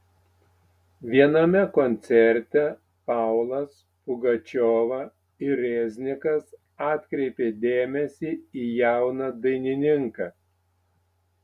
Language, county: Lithuanian, Panevėžys